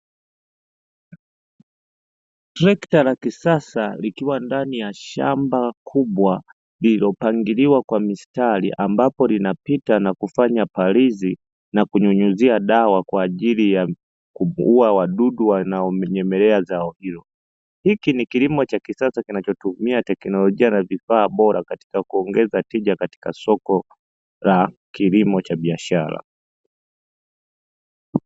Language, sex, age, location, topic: Swahili, male, 25-35, Dar es Salaam, agriculture